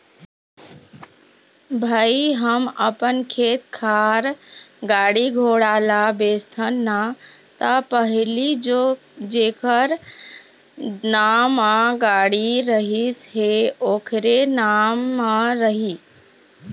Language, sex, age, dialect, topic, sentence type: Chhattisgarhi, female, 25-30, Eastern, banking, statement